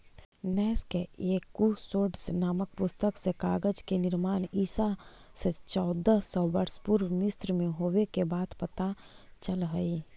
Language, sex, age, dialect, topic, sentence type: Magahi, female, 18-24, Central/Standard, banking, statement